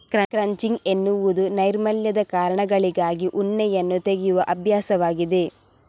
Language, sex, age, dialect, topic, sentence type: Kannada, female, 18-24, Coastal/Dakshin, agriculture, statement